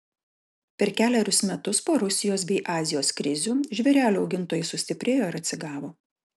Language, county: Lithuanian, Kaunas